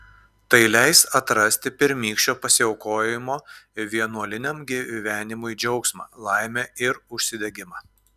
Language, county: Lithuanian, Klaipėda